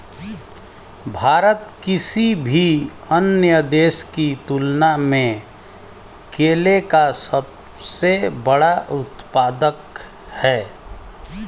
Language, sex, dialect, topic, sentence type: Hindi, male, Hindustani Malvi Khadi Boli, agriculture, statement